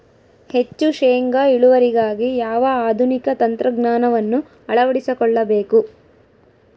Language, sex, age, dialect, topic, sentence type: Kannada, female, 25-30, Central, agriculture, question